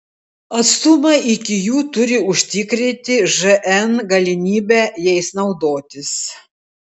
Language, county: Lithuanian, Klaipėda